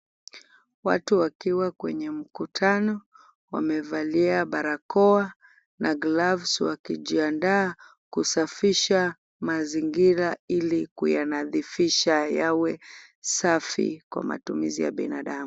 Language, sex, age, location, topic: Swahili, female, 25-35, Kisumu, health